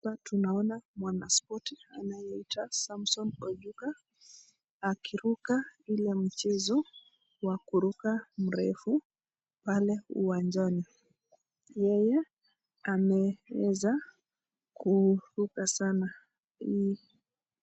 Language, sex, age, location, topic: Swahili, female, 25-35, Nakuru, education